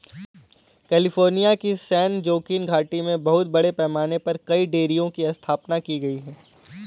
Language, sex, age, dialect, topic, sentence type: Hindi, male, 18-24, Kanauji Braj Bhasha, agriculture, statement